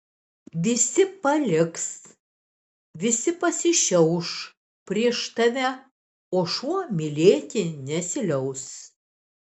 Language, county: Lithuanian, Šiauliai